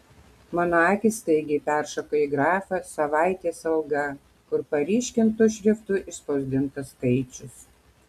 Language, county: Lithuanian, Kaunas